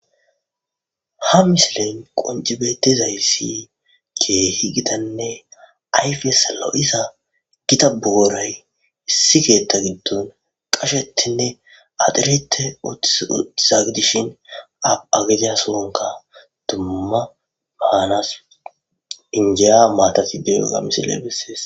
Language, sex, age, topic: Gamo, male, 18-24, agriculture